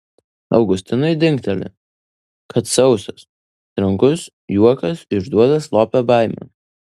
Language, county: Lithuanian, Vilnius